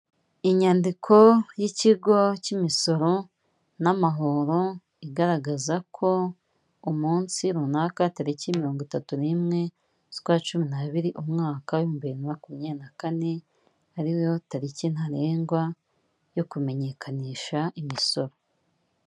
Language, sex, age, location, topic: Kinyarwanda, female, 25-35, Kigali, government